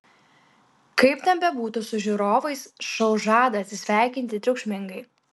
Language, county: Lithuanian, Klaipėda